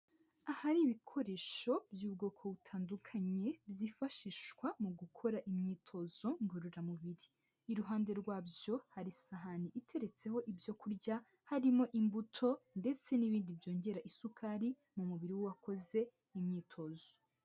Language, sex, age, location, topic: Kinyarwanda, female, 18-24, Huye, health